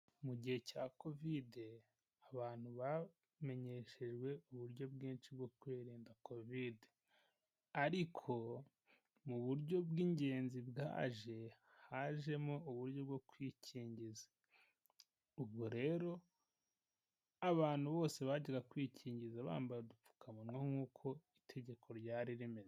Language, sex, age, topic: Kinyarwanda, male, 18-24, health